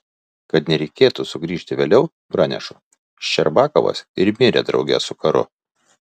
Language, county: Lithuanian, Vilnius